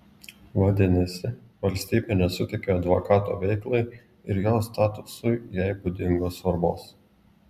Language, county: Lithuanian, Klaipėda